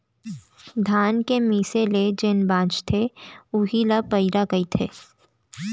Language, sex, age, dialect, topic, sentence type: Chhattisgarhi, female, 18-24, Central, agriculture, statement